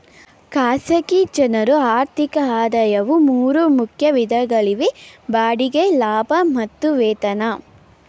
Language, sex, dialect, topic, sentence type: Kannada, female, Mysore Kannada, banking, statement